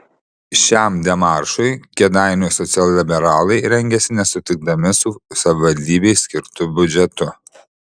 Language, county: Lithuanian, Šiauliai